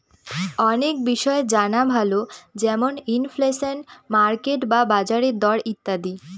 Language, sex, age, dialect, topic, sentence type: Bengali, female, 18-24, Northern/Varendri, banking, statement